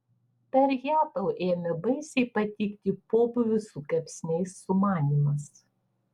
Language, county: Lithuanian, Vilnius